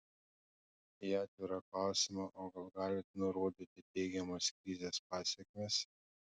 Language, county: Lithuanian, Panevėžys